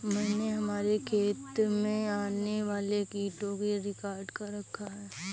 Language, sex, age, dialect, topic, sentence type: Hindi, female, 18-24, Awadhi Bundeli, agriculture, statement